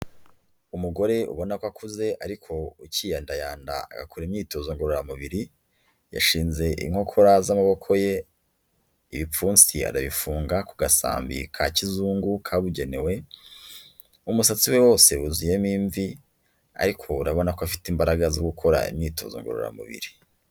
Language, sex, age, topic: Kinyarwanda, male, 25-35, health